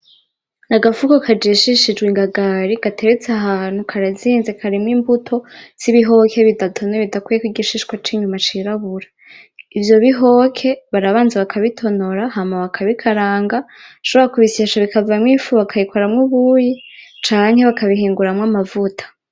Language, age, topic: Rundi, 18-24, agriculture